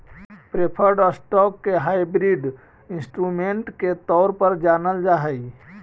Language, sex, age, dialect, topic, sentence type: Magahi, male, 25-30, Central/Standard, banking, statement